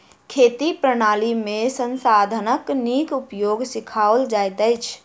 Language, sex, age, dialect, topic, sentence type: Maithili, female, 41-45, Southern/Standard, agriculture, statement